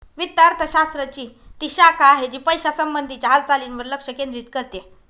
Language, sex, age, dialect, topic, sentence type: Marathi, female, 25-30, Northern Konkan, banking, statement